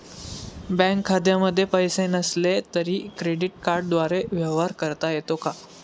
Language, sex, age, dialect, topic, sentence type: Marathi, male, 18-24, Standard Marathi, banking, question